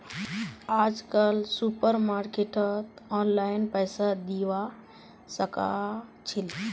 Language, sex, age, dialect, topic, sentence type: Magahi, female, 18-24, Northeastern/Surjapuri, agriculture, statement